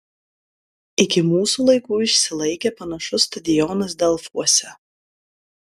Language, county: Lithuanian, Klaipėda